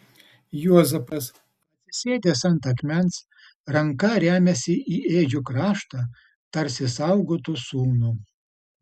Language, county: Lithuanian, Utena